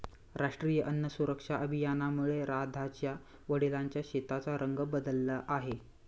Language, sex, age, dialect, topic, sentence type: Marathi, male, 18-24, Standard Marathi, agriculture, statement